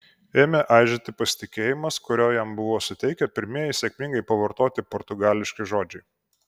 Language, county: Lithuanian, Kaunas